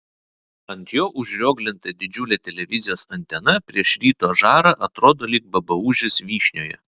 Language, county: Lithuanian, Vilnius